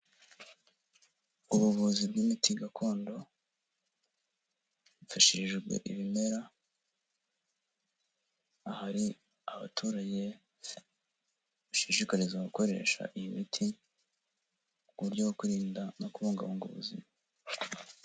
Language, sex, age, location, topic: Kinyarwanda, male, 18-24, Kigali, health